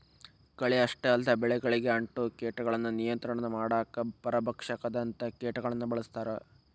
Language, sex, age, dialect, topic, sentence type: Kannada, male, 18-24, Dharwad Kannada, agriculture, statement